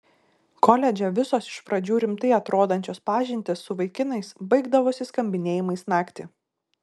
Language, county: Lithuanian, Šiauliai